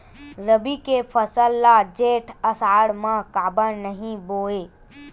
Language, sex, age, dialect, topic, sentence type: Chhattisgarhi, female, 56-60, Central, agriculture, question